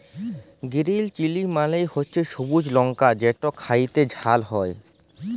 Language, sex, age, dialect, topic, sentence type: Bengali, male, 18-24, Jharkhandi, agriculture, statement